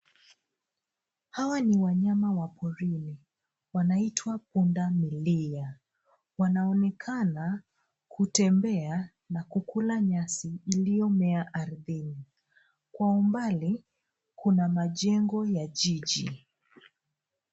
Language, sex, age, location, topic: Swahili, female, 25-35, Nairobi, government